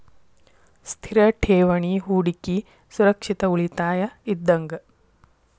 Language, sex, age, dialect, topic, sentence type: Kannada, female, 41-45, Dharwad Kannada, banking, statement